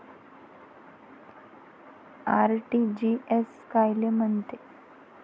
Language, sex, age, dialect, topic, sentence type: Marathi, female, 18-24, Varhadi, banking, question